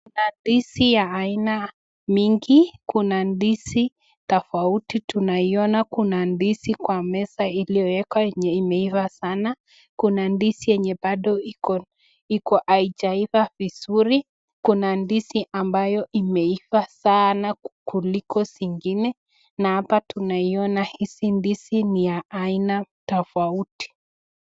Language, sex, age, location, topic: Swahili, female, 25-35, Nakuru, finance